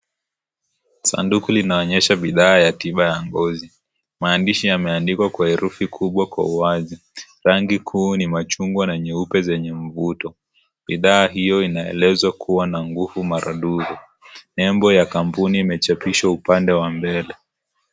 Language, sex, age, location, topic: Swahili, male, 25-35, Kisii, health